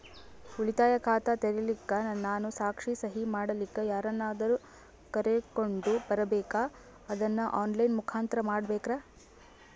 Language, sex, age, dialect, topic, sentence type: Kannada, female, 18-24, Northeastern, banking, question